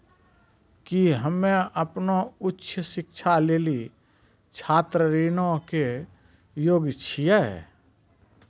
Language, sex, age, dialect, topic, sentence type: Maithili, male, 36-40, Angika, banking, statement